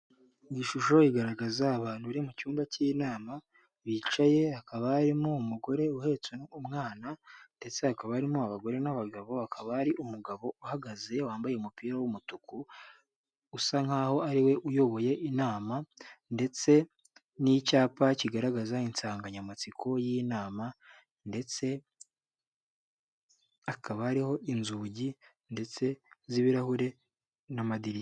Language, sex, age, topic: Kinyarwanda, male, 18-24, government